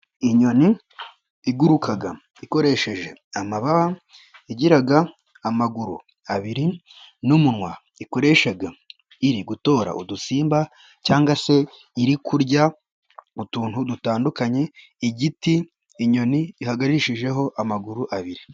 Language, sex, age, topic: Kinyarwanda, male, 25-35, agriculture